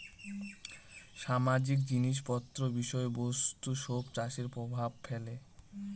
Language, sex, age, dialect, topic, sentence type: Bengali, male, 18-24, Northern/Varendri, agriculture, statement